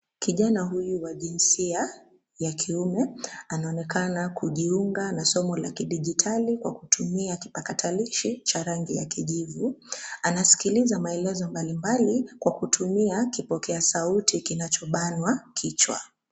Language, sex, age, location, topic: Swahili, female, 25-35, Nairobi, education